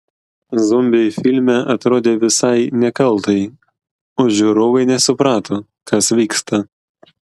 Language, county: Lithuanian, Klaipėda